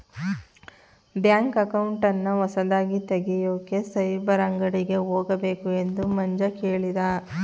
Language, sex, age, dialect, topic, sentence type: Kannada, female, 31-35, Mysore Kannada, banking, statement